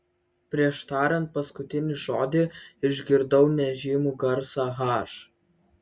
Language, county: Lithuanian, Vilnius